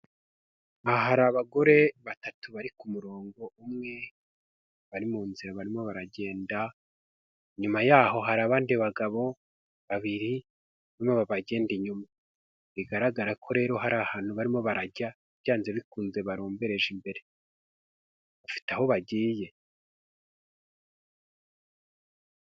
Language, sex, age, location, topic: Kinyarwanda, male, 25-35, Huye, health